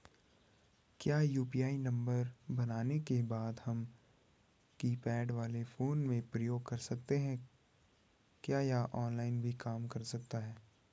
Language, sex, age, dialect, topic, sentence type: Hindi, male, 18-24, Garhwali, banking, question